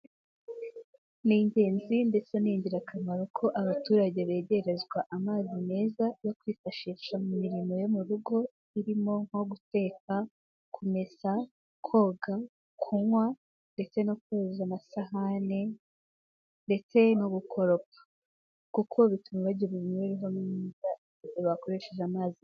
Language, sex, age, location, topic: Kinyarwanda, female, 18-24, Kigali, health